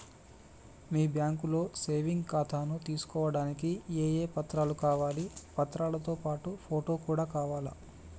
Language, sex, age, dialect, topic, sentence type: Telugu, male, 25-30, Telangana, banking, question